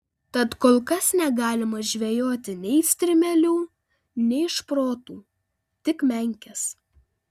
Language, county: Lithuanian, Panevėžys